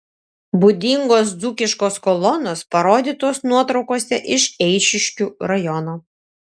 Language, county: Lithuanian, Šiauliai